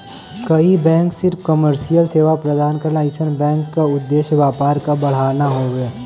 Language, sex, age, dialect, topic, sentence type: Bhojpuri, male, 18-24, Western, banking, statement